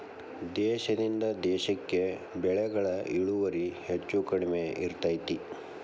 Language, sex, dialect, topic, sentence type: Kannada, male, Dharwad Kannada, agriculture, statement